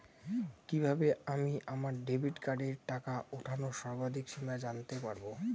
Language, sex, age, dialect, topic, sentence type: Bengali, male, <18, Rajbangshi, banking, question